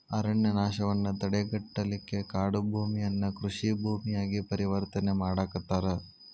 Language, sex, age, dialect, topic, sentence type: Kannada, male, 18-24, Dharwad Kannada, agriculture, statement